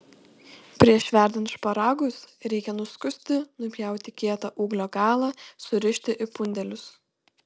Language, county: Lithuanian, Panevėžys